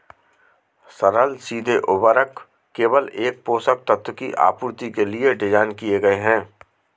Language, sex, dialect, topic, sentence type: Hindi, male, Marwari Dhudhari, agriculture, statement